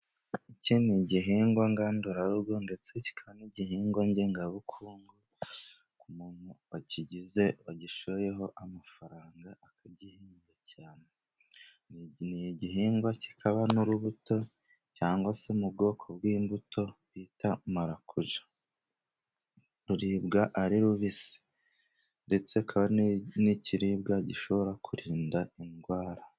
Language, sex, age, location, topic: Kinyarwanda, male, 25-35, Musanze, agriculture